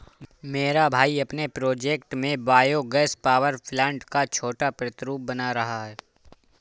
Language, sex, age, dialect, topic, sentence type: Hindi, male, 18-24, Awadhi Bundeli, agriculture, statement